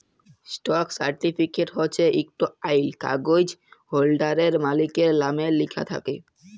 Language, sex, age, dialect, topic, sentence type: Bengali, male, 18-24, Jharkhandi, banking, statement